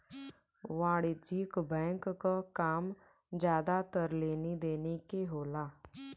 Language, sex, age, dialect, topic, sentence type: Bhojpuri, female, <18, Western, banking, statement